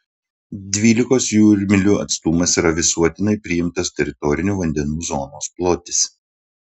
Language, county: Lithuanian, Panevėžys